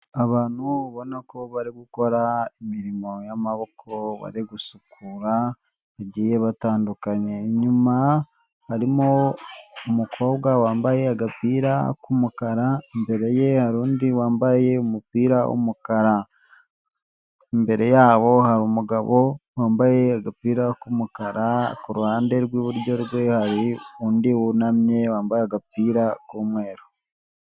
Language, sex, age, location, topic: Kinyarwanda, male, 25-35, Nyagatare, government